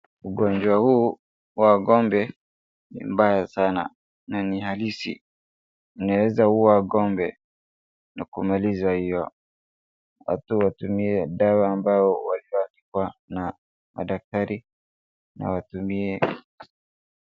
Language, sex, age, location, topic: Swahili, male, 18-24, Wajir, agriculture